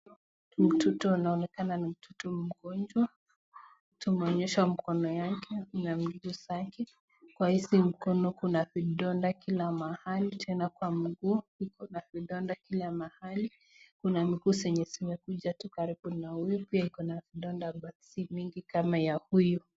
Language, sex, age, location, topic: Swahili, female, 18-24, Nakuru, health